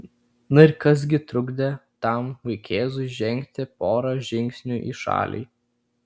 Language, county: Lithuanian, Klaipėda